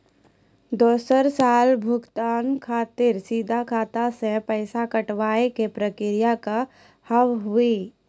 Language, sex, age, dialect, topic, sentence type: Maithili, female, 41-45, Angika, banking, question